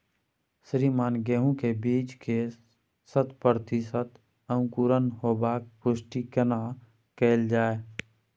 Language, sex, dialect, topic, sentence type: Maithili, male, Bajjika, agriculture, question